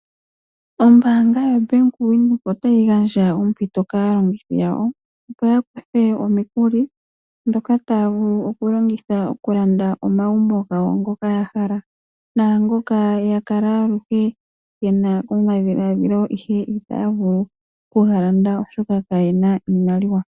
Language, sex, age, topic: Oshiwambo, female, 18-24, finance